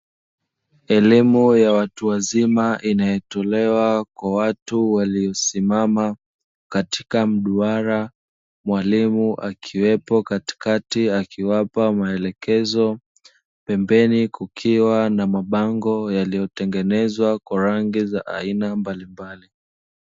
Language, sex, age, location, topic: Swahili, male, 25-35, Dar es Salaam, education